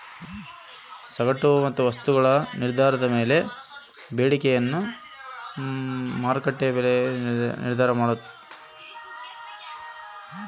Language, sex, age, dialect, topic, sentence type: Kannada, male, 36-40, Central, agriculture, question